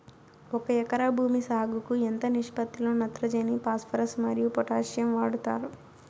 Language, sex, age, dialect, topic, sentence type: Telugu, female, 18-24, Southern, agriculture, question